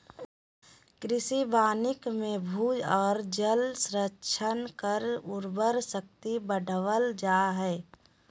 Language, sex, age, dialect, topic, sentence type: Magahi, female, 46-50, Southern, agriculture, statement